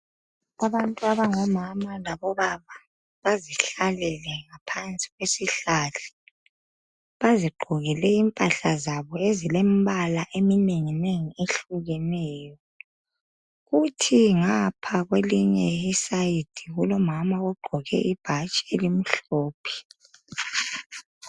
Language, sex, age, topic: North Ndebele, female, 25-35, health